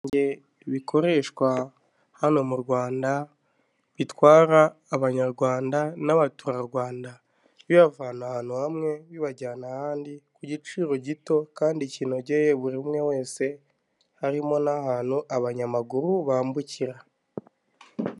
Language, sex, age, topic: Kinyarwanda, male, 25-35, government